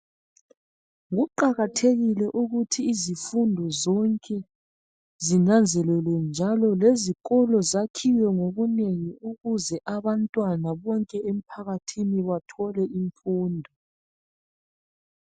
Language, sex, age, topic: North Ndebele, male, 36-49, education